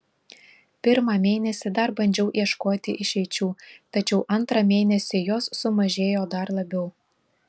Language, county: Lithuanian, Šiauliai